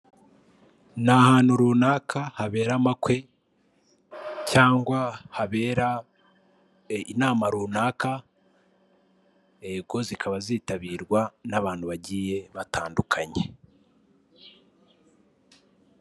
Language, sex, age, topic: Kinyarwanda, male, 18-24, government